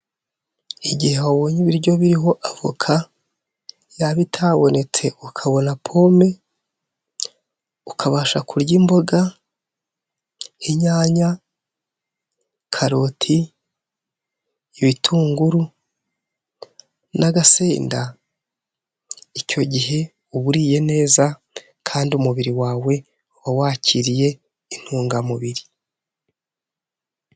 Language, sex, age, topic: Kinyarwanda, male, 18-24, health